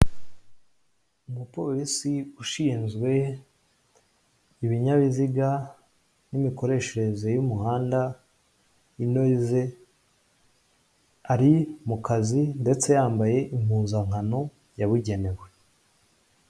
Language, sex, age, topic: Kinyarwanda, male, 18-24, government